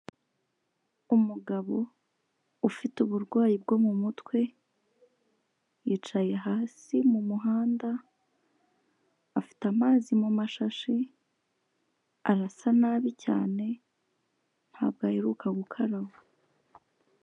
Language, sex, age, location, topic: Kinyarwanda, female, 25-35, Kigali, health